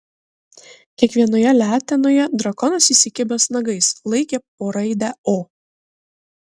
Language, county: Lithuanian, Kaunas